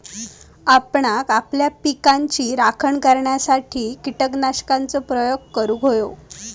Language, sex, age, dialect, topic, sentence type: Marathi, female, 18-24, Southern Konkan, agriculture, statement